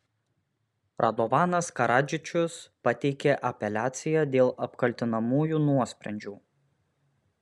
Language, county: Lithuanian, Alytus